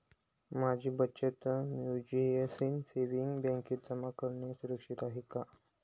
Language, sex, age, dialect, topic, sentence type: Marathi, male, 18-24, Northern Konkan, banking, statement